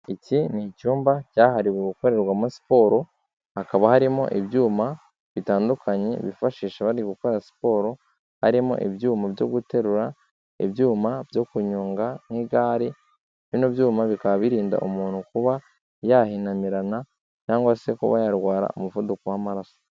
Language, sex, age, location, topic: Kinyarwanda, male, 18-24, Kigali, health